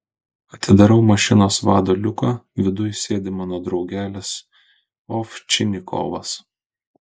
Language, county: Lithuanian, Kaunas